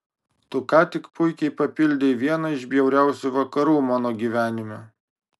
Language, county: Lithuanian, Marijampolė